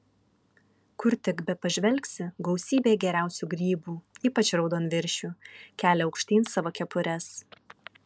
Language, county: Lithuanian, Vilnius